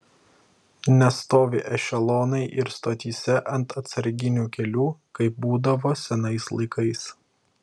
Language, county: Lithuanian, Klaipėda